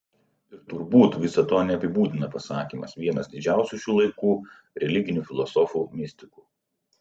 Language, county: Lithuanian, Vilnius